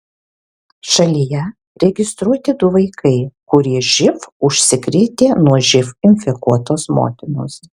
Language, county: Lithuanian, Alytus